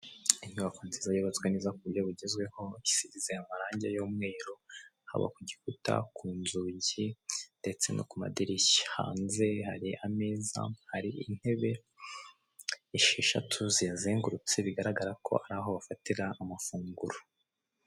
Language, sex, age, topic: Kinyarwanda, male, 18-24, finance